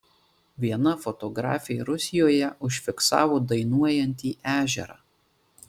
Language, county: Lithuanian, Marijampolė